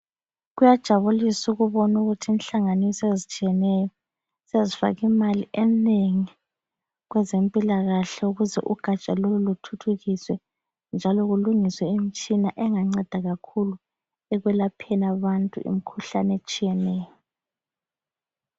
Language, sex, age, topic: North Ndebele, female, 25-35, health